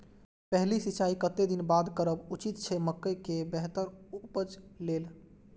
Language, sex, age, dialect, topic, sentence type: Maithili, male, 18-24, Eastern / Thethi, agriculture, question